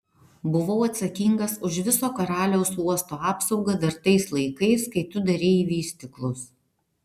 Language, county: Lithuanian, Vilnius